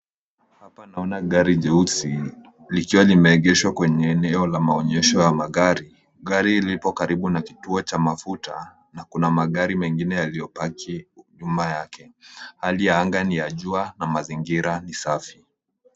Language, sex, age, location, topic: Swahili, male, 18-24, Nairobi, finance